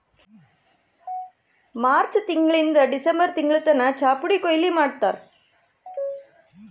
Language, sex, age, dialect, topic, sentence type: Kannada, female, 31-35, Northeastern, agriculture, statement